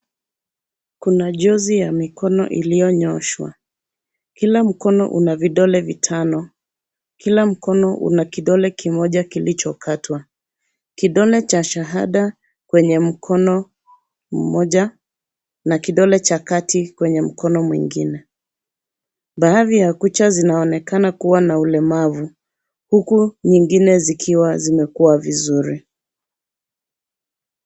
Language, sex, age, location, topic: Swahili, female, 36-49, Nairobi, health